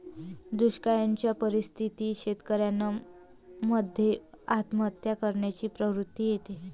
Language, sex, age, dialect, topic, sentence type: Marathi, female, 25-30, Varhadi, agriculture, statement